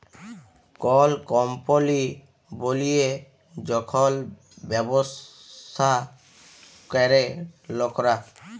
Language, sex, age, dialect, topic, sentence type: Bengali, male, 18-24, Jharkhandi, banking, statement